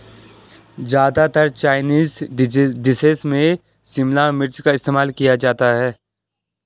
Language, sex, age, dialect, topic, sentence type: Hindi, male, 18-24, Garhwali, agriculture, statement